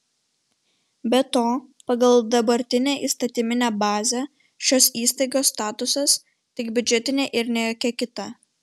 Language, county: Lithuanian, Vilnius